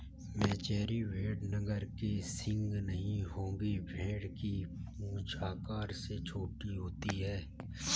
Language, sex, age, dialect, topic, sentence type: Hindi, male, 18-24, Kanauji Braj Bhasha, agriculture, statement